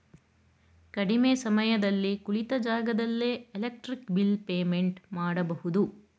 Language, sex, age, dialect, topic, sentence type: Kannada, female, 41-45, Mysore Kannada, banking, statement